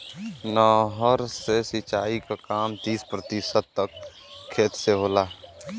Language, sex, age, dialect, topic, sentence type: Bhojpuri, male, 18-24, Western, agriculture, statement